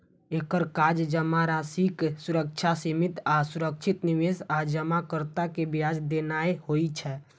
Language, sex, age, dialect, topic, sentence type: Maithili, male, 25-30, Eastern / Thethi, banking, statement